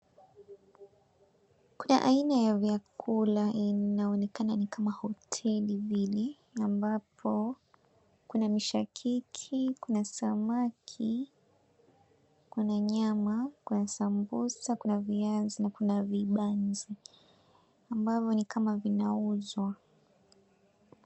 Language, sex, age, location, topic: Swahili, female, 18-24, Mombasa, agriculture